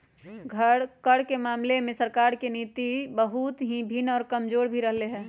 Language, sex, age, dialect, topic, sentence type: Magahi, female, 31-35, Western, banking, statement